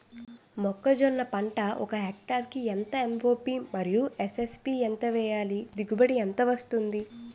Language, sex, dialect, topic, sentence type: Telugu, female, Utterandhra, agriculture, question